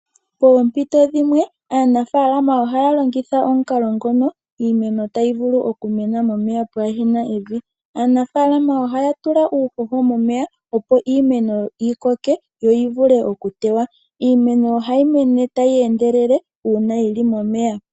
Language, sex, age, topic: Oshiwambo, female, 18-24, agriculture